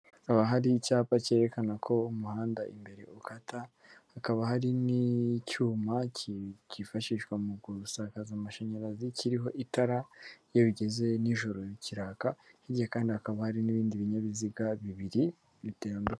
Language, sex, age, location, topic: Kinyarwanda, female, 18-24, Kigali, government